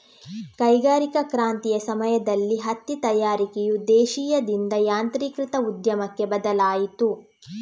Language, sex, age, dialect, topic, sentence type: Kannada, female, 18-24, Coastal/Dakshin, agriculture, statement